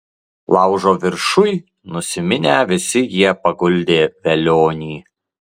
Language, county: Lithuanian, Klaipėda